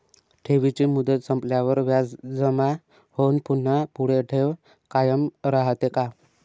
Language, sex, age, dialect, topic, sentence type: Marathi, male, 18-24, Northern Konkan, banking, question